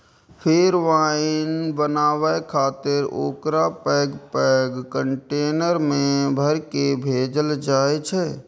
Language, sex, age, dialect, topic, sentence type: Maithili, male, 18-24, Eastern / Thethi, agriculture, statement